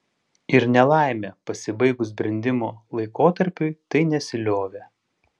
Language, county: Lithuanian, Panevėžys